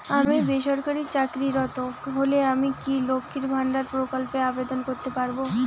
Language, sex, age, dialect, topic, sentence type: Bengali, female, 18-24, Rajbangshi, banking, question